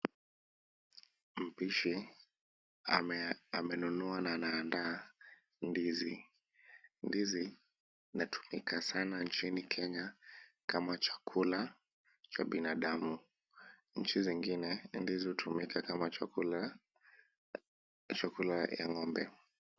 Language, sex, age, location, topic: Swahili, male, 25-35, Kisumu, agriculture